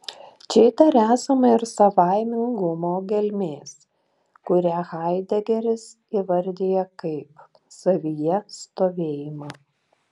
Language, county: Lithuanian, Šiauliai